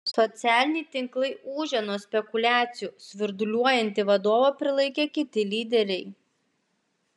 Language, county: Lithuanian, Klaipėda